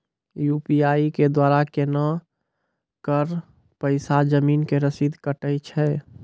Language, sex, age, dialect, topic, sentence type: Maithili, male, 18-24, Angika, banking, question